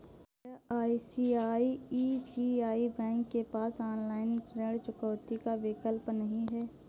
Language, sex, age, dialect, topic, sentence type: Hindi, male, 31-35, Awadhi Bundeli, banking, question